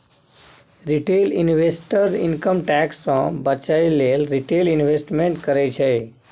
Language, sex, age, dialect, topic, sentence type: Maithili, male, 18-24, Bajjika, banking, statement